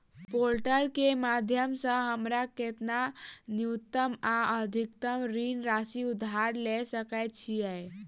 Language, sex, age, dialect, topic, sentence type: Maithili, female, 18-24, Southern/Standard, banking, question